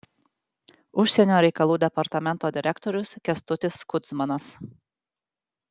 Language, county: Lithuanian, Alytus